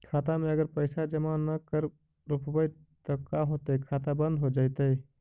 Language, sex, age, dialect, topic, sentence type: Magahi, male, 31-35, Central/Standard, banking, question